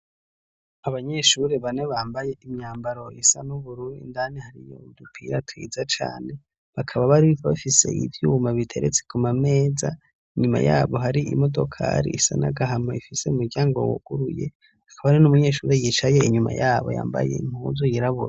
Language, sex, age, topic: Rundi, male, 25-35, education